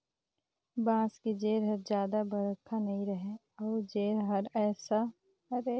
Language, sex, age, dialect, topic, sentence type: Chhattisgarhi, female, 60-100, Northern/Bhandar, agriculture, statement